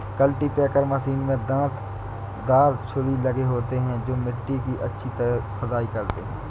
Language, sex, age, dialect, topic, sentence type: Hindi, male, 60-100, Awadhi Bundeli, agriculture, statement